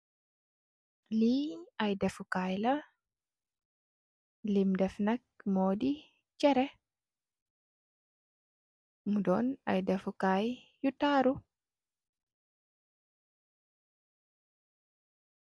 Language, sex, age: Wolof, female, 18-24